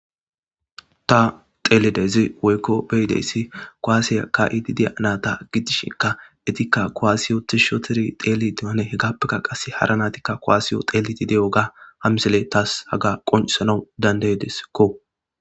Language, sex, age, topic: Gamo, female, 18-24, government